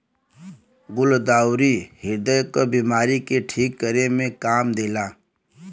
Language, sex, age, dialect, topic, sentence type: Bhojpuri, male, 25-30, Western, agriculture, statement